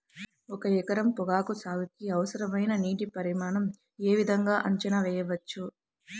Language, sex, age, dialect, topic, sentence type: Telugu, female, 18-24, Central/Coastal, agriculture, question